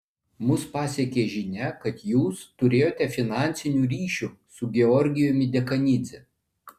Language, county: Lithuanian, Vilnius